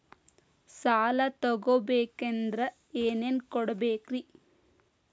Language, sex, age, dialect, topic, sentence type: Kannada, female, 36-40, Dharwad Kannada, banking, question